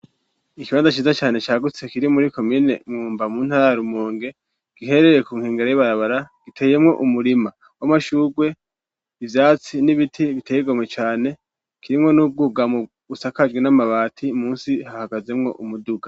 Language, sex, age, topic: Rundi, male, 18-24, education